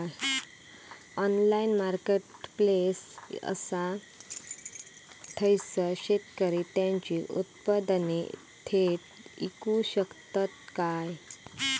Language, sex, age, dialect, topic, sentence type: Marathi, female, 31-35, Southern Konkan, agriculture, statement